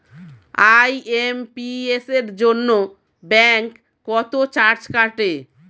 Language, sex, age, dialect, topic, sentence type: Bengali, female, 36-40, Standard Colloquial, banking, question